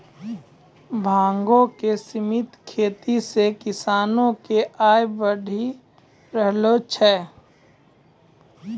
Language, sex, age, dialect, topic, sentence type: Maithili, male, 25-30, Angika, agriculture, statement